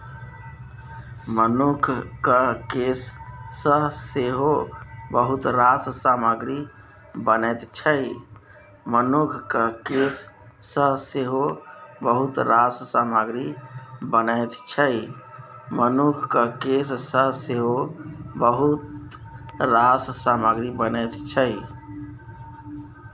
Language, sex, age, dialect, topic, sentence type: Maithili, male, 41-45, Bajjika, agriculture, statement